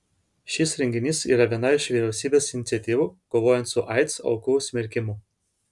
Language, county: Lithuanian, Vilnius